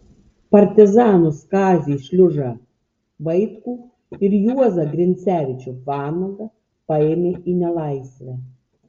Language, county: Lithuanian, Tauragė